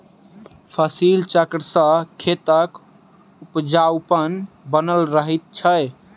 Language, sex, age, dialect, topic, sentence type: Maithili, male, 18-24, Southern/Standard, agriculture, statement